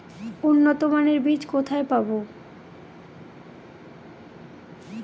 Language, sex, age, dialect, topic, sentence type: Bengali, female, 25-30, Northern/Varendri, agriculture, question